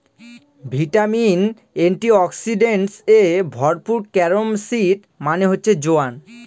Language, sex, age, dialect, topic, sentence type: Bengali, male, 18-24, Northern/Varendri, agriculture, statement